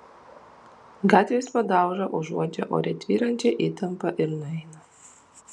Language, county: Lithuanian, Alytus